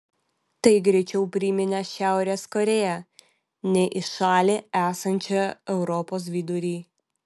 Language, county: Lithuanian, Vilnius